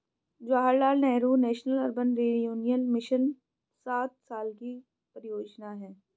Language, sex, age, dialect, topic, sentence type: Hindi, female, 18-24, Hindustani Malvi Khadi Boli, banking, statement